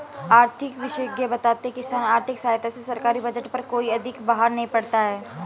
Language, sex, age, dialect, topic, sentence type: Hindi, female, 18-24, Marwari Dhudhari, agriculture, statement